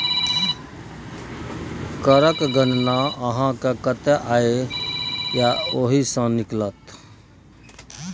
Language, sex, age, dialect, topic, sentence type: Maithili, male, 41-45, Bajjika, banking, statement